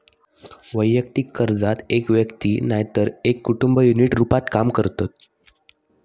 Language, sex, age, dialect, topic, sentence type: Marathi, male, 56-60, Southern Konkan, banking, statement